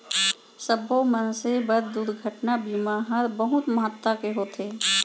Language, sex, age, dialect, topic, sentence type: Chhattisgarhi, female, 41-45, Central, banking, statement